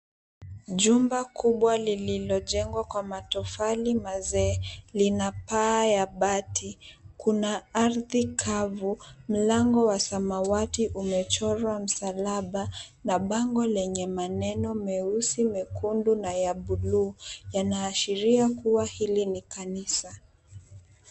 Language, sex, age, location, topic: Swahili, female, 18-24, Mombasa, government